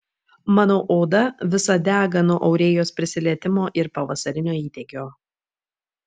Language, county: Lithuanian, Vilnius